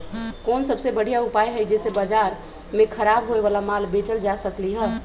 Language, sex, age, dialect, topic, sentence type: Magahi, male, 25-30, Western, agriculture, statement